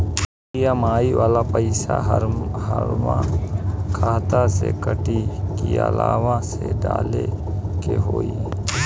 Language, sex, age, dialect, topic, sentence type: Bhojpuri, female, 25-30, Southern / Standard, banking, question